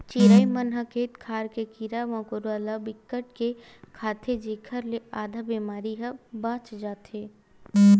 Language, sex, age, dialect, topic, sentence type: Chhattisgarhi, female, 41-45, Western/Budati/Khatahi, agriculture, statement